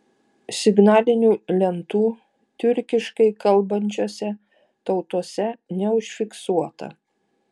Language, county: Lithuanian, Vilnius